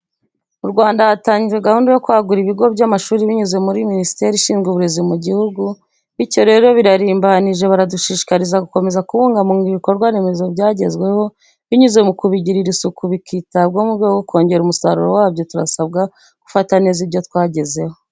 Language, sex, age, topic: Kinyarwanda, female, 25-35, education